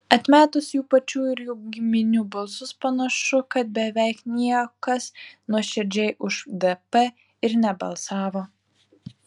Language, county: Lithuanian, Vilnius